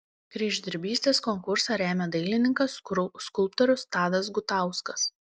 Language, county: Lithuanian, Panevėžys